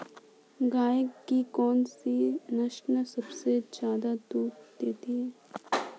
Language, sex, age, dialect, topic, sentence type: Hindi, female, 18-24, Kanauji Braj Bhasha, agriculture, question